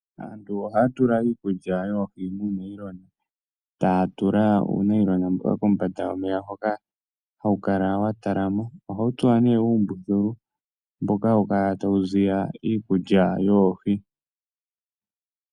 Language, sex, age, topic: Oshiwambo, male, 18-24, agriculture